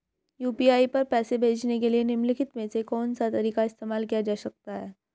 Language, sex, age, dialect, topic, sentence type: Hindi, female, 18-24, Hindustani Malvi Khadi Boli, banking, question